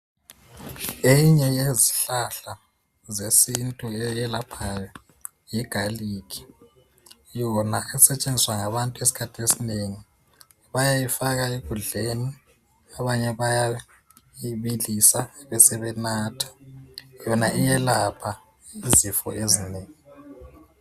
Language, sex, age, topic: North Ndebele, male, 25-35, health